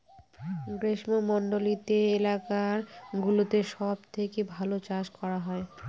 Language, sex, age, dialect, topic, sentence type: Bengali, female, 25-30, Northern/Varendri, agriculture, statement